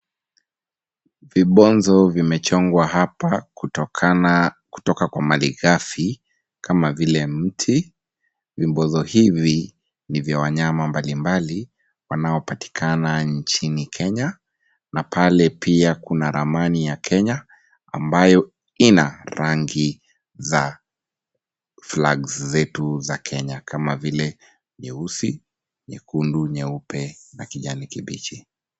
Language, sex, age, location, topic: Swahili, male, 25-35, Kisumu, finance